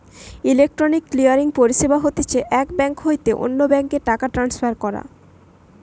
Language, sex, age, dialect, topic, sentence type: Bengali, male, 18-24, Western, banking, statement